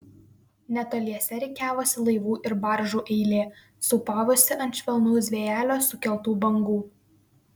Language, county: Lithuanian, Vilnius